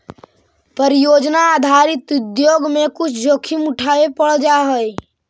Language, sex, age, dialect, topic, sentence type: Magahi, male, 18-24, Central/Standard, agriculture, statement